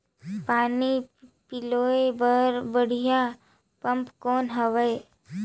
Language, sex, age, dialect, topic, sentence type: Chhattisgarhi, male, 18-24, Northern/Bhandar, agriculture, question